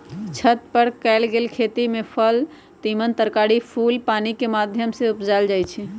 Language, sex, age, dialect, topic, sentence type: Magahi, female, 18-24, Western, agriculture, statement